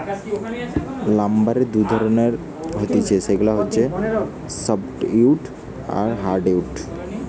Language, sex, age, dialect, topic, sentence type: Bengali, male, 18-24, Western, agriculture, statement